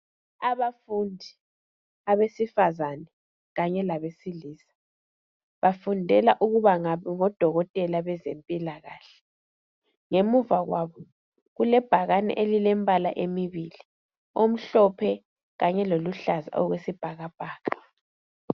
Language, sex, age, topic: North Ndebele, female, 25-35, health